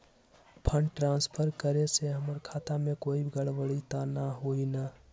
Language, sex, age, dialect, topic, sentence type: Magahi, male, 18-24, Western, banking, question